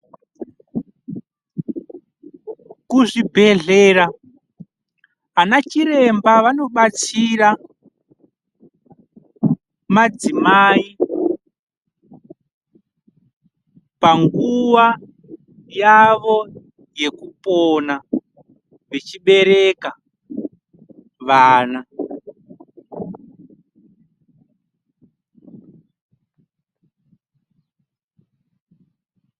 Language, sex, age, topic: Ndau, male, 25-35, health